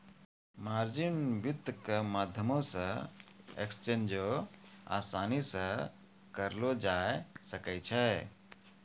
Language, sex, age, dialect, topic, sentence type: Maithili, male, 41-45, Angika, banking, statement